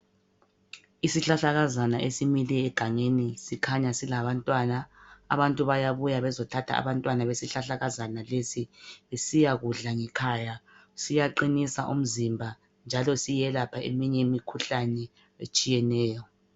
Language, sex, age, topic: North Ndebele, female, 25-35, health